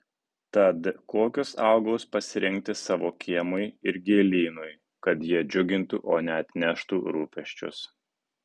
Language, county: Lithuanian, Kaunas